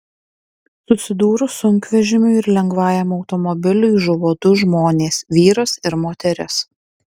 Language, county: Lithuanian, Alytus